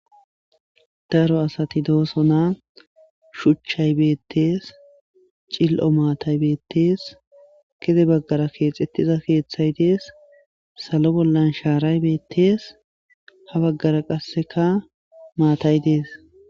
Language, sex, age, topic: Gamo, male, 18-24, government